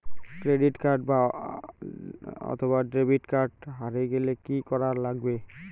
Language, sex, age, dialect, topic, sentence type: Bengali, male, 18-24, Rajbangshi, banking, question